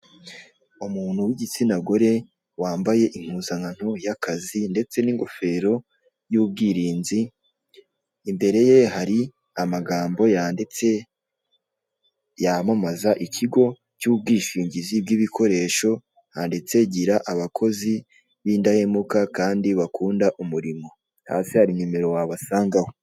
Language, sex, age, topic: Kinyarwanda, male, 25-35, finance